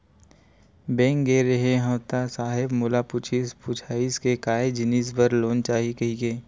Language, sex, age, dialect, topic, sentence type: Chhattisgarhi, male, 18-24, Western/Budati/Khatahi, banking, statement